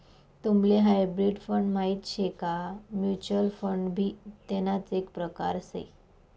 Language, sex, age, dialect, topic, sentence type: Marathi, female, 25-30, Northern Konkan, banking, statement